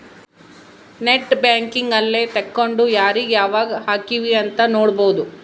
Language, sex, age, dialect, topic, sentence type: Kannada, female, 31-35, Central, banking, statement